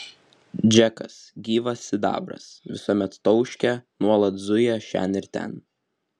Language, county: Lithuanian, Vilnius